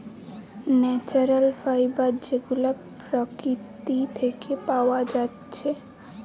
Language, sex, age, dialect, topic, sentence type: Bengali, female, 18-24, Western, agriculture, statement